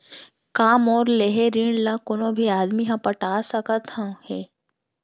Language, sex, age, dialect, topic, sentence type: Chhattisgarhi, female, 31-35, Central, banking, question